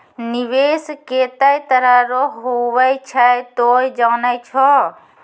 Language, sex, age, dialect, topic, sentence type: Maithili, female, 18-24, Angika, banking, statement